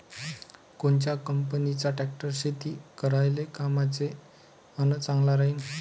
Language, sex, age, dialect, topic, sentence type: Marathi, male, 31-35, Varhadi, agriculture, question